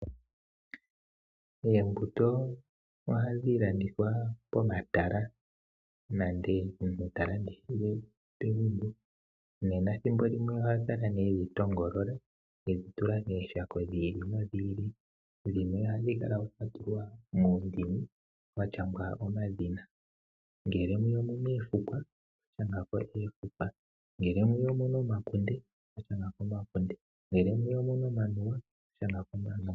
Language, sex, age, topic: Oshiwambo, male, 25-35, agriculture